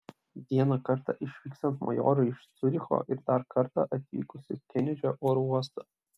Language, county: Lithuanian, Klaipėda